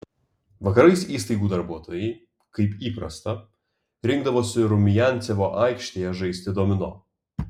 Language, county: Lithuanian, Kaunas